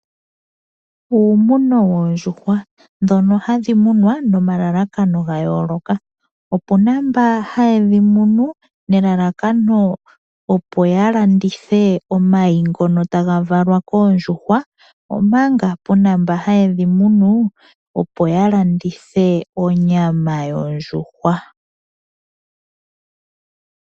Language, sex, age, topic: Oshiwambo, female, 25-35, agriculture